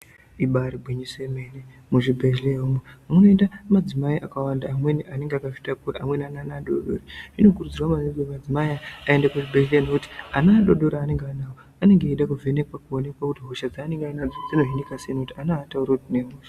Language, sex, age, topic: Ndau, female, 18-24, health